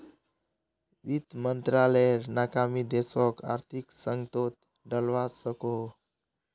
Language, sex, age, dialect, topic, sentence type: Magahi, male, 25-30, Northeastern/Surjapuri, banking, statement